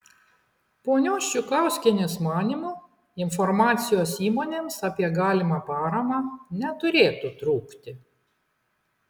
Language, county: Lithuanian, Klaipėda